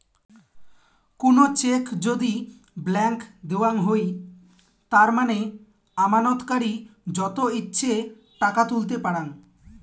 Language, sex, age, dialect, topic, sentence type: Bengali, male, <18, Rajbangshi, banking, statement